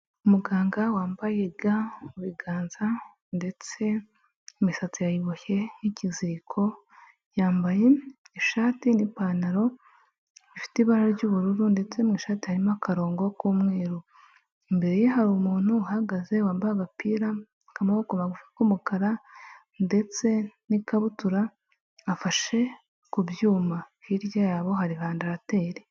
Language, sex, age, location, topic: Kinyarwanda, female, 25-35, Huye, health